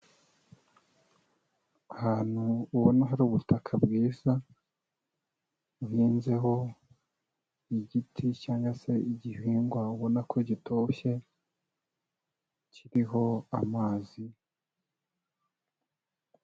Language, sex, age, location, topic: Kinyarwanda, male, 25-35, Kigali, health